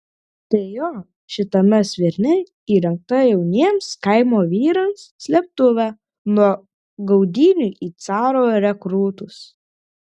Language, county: Lithuanian, Klaipėda